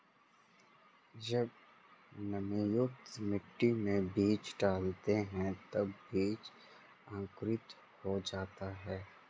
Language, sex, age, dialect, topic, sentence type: Hindi, female, 56-60, Marwari Dhudhari, agriculture, statement